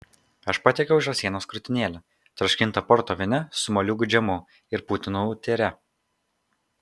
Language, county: Lithuanian, Kaunas